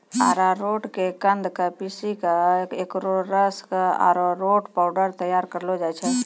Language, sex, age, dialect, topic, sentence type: Maithili, female, 36-40, Angika, agriculture, statement